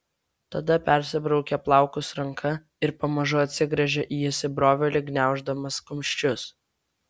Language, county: Lithuanian, Vilnius